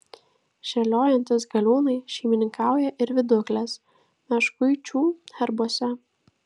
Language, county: Lithuanian, Vilnius